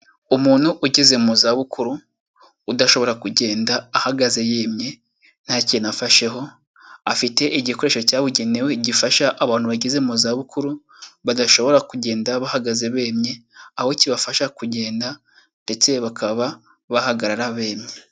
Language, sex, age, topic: Kinyarwanda, male, 18-24, health